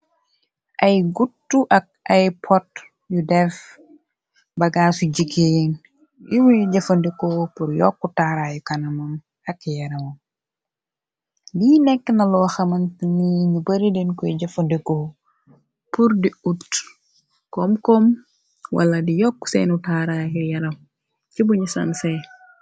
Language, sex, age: Wolof, female, 25-35